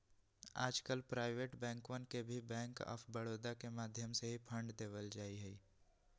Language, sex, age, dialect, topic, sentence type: Magahi, male, 18-24, Western, banking, statement